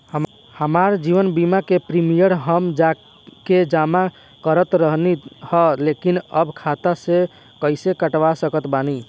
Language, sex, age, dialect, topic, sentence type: Bhojpuri, male, 18-24, Southern / Standard, banking, question